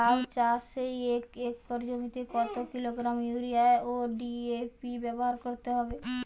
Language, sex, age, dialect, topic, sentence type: Bengali, female, 18-24, Western, agriculture, question